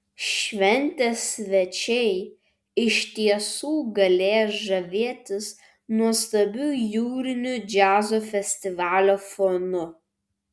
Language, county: Lithuanian, Vilnius